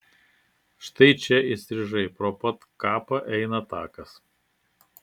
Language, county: Lithuanian, Klaipėda